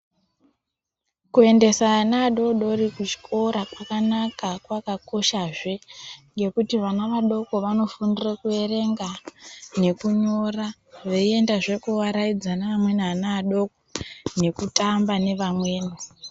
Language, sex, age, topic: Ndau, female, 18-24, education